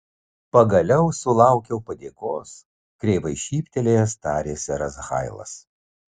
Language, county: Lithuanian, Vilnius